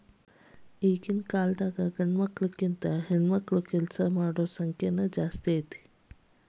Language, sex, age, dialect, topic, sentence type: Kannada, female, 31-35, Dharwad Kannada, banking, statement